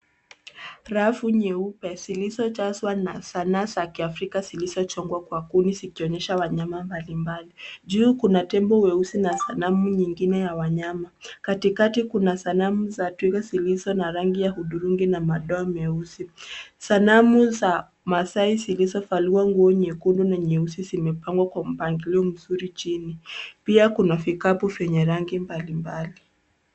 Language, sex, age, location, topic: Swahili, female, 18-24, Nairobi, finance